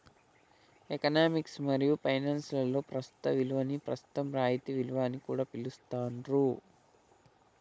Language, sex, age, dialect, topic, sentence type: Telugu, male, 51-55, Telangana, banking, statement